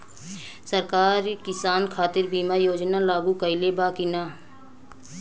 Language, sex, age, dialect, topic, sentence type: Bhojpuri, female, 25-30, Western, agriculture, question